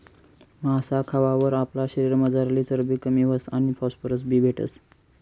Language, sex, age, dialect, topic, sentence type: Marathi, male, 18-24, Northern Konkan, agriculture, statement